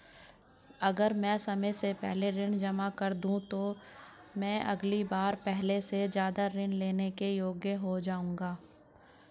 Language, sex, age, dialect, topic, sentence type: Hindi, female, 18-24, Hindustani Malvi Khadi Boli, banking, question